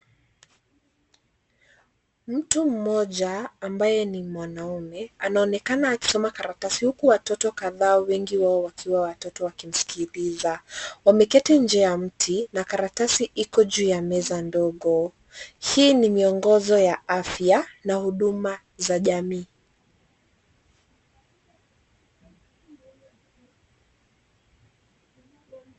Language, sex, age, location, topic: Swahili, female, 25-35, Nairobi, health